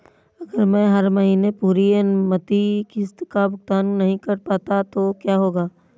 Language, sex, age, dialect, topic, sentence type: Hindi, female, 18-24, Marwari Dhudhari, banking, question